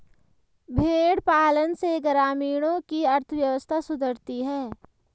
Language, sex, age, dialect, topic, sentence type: Hindi, male, 25-30, Hindustani Malvi Khadi Boli, agriculture, statement